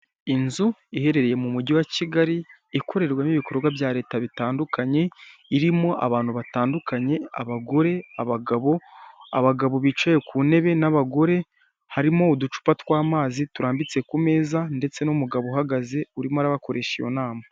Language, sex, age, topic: Kinyarwanda, male, 18-24, government